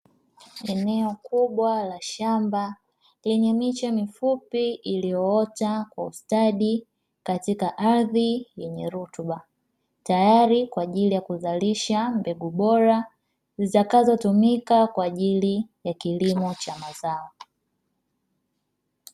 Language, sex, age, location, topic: Swahili, male, 18-24, Dar es Salaam, agriculture